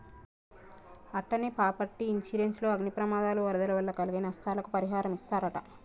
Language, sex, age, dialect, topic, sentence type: Telugu, female, 31-35, Telangana, banking, statement